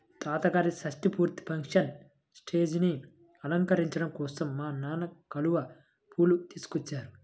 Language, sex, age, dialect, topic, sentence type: Telugu, male, 25-30, Central/Coastal, agriculture, statement